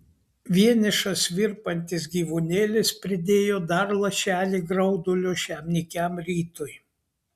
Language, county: Lithuanian, Kaunas